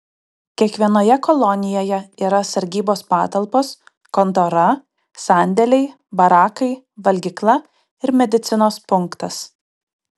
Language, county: Lithuanian, Kaunas